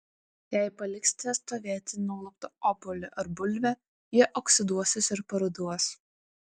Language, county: Lithuanian, Vilnius